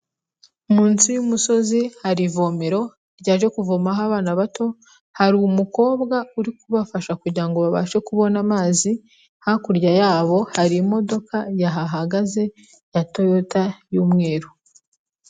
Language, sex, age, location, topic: Kinyarwanda, female, 25-35, Kigali, health